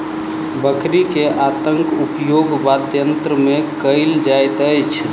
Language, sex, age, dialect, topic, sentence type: Maithili, male, 31-35, Southern/Standard, agriculture, statement